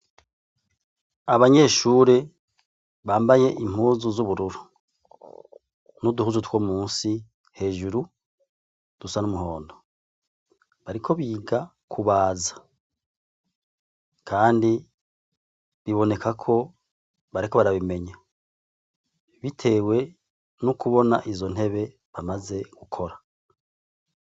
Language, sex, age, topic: Rundi, male, 36-49, education